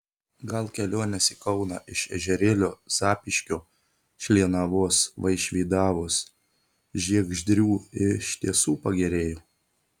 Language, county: Lithuanian, Telšiai